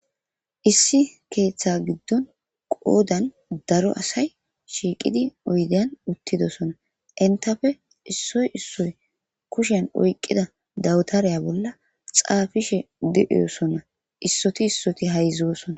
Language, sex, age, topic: Gamo, male, 18-24, government